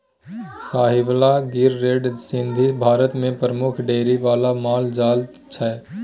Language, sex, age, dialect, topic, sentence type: Maithili, male, 18-24, Bajjika, agriculture, statement